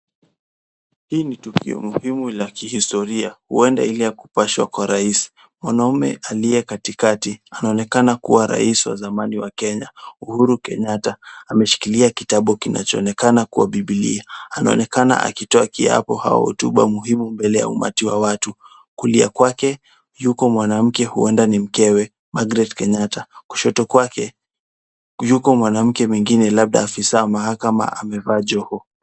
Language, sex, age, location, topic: Swahili, male, 18-24, Kisumu, government